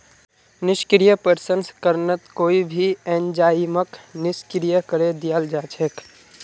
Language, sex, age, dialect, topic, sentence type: Magahi, male, 18-24, Northeastern/Surjapuri, agriculture, statement